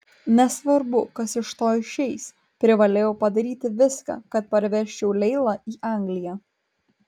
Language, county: Lithuanian, Kaunas